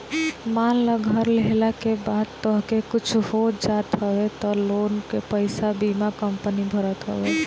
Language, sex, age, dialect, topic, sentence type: Bhojpuri, female, 18-24, Northern, banking, statement